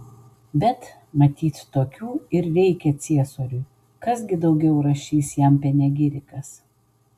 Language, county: Lithuanian, Vilnius